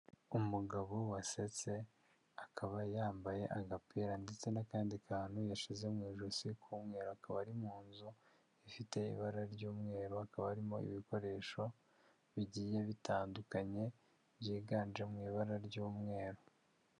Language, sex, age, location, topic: Kinyarwanda, male, 36-49, Huye, health